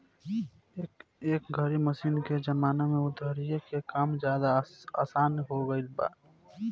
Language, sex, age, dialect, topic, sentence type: Bhojpuri, male, <18, Southern / Standard, agriculture, statement